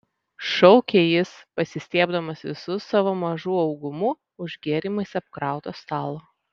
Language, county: Lithuanian, Vilnius